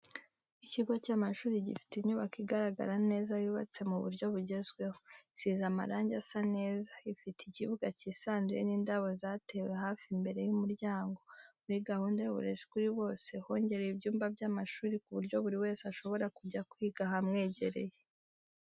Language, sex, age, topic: Kinyarwanda, female, 25-35, education